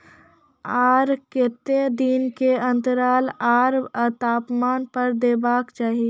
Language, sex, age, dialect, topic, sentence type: Maithili, female, 51-55, Angika, agriculture, question